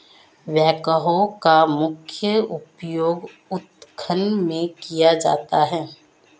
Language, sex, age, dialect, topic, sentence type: Hindi, female, 25-30, Marwari Dhudhari, agriculture, statement